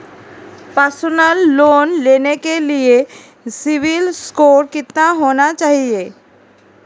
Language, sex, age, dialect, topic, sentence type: Hindi, female, 36-40, Marwari Dhudhari, banking, question